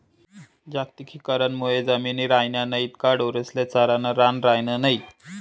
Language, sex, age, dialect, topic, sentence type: Marathi, male, 25-30, Northern Konkan, agriculture, statement